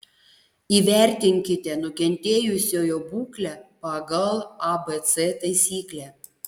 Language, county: Lithuanian, Panevėžys